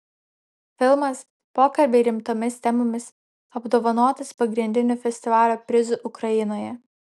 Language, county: Lithuanian, Vilnius